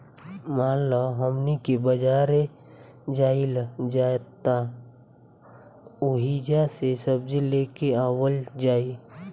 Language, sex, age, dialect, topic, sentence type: Bhojpuri, female, 18-24, Southern / Standard, banking, statement